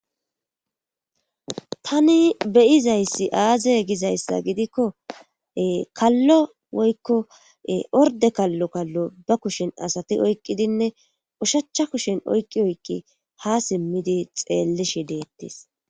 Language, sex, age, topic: Gamo, female, 25-35, government